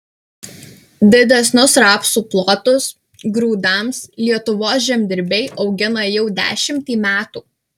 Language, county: Lithuanian, Alytus